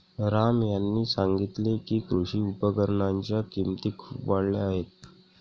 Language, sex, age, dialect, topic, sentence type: Marathi, male, 18-24, Northern Konkan, agriculture, statement